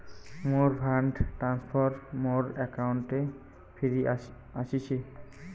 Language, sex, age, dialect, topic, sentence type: Bengali, male, 18-24, Rajbangshi, banking, statement